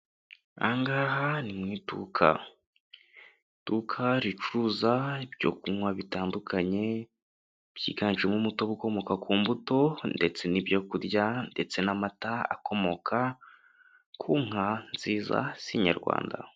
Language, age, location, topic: Kinyarwanda, 18-24, Kigali, finance